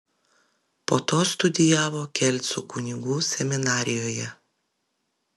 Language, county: Lithuanian, Vilnius